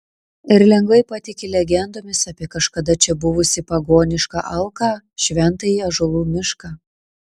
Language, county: Lithuanian, Klaipėda